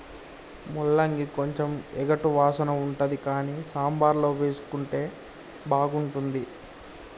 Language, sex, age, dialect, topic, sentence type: Telugu, male, 18-24, Telangana, agriculture, statement